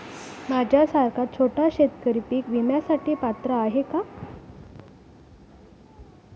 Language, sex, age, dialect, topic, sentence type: Marathi, female, 41-45, Standard Marathi, agriculture, question